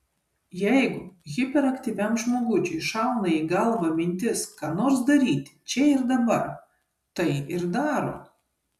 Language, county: Lithuanian, Kaunas